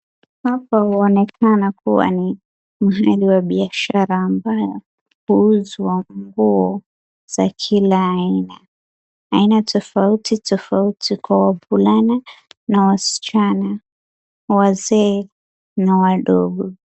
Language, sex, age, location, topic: Swahili, female, 18-24, Wajir, finance